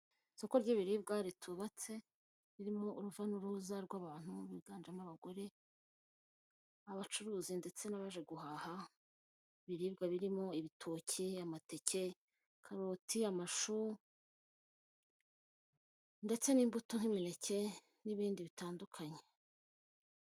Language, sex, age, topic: Kinyarwanda, female, 25-35, finance